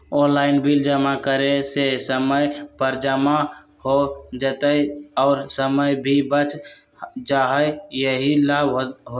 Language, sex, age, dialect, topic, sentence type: Magahi, male, 18-24, Western, banking, question